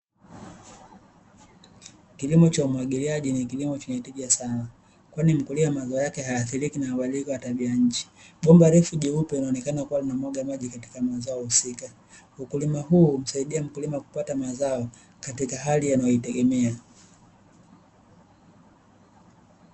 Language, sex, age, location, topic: Swahili, male, 18-24, Dar es Salaam, agriculture